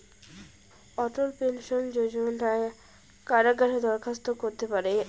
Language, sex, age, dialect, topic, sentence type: Bengali, female, 18-24, Rajbangshi, banking, question